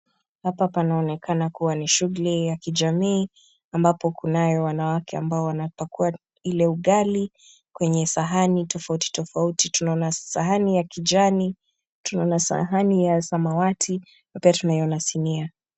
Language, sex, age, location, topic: Swahili, female, 25-35, Kisumu, agriculture